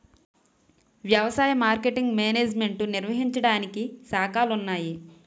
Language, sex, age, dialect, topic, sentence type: Telugu, female, 18-24, Utterandhra, agriculture, statement